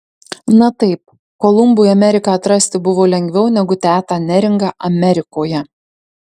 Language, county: Lithuanian, Marijampolė